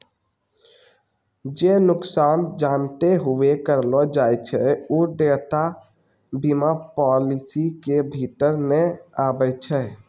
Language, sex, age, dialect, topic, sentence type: Maithili, male, 18-24, Angika, banking, statement